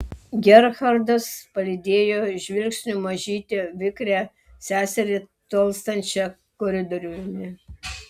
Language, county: Lithuanian, Vilnius